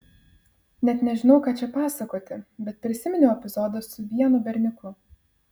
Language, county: Lithuanian, Vilnius